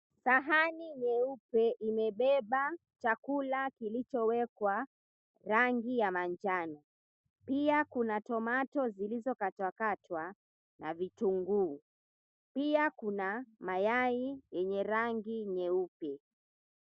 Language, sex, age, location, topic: Swahili, female, 25-35, Mombasa, agriculture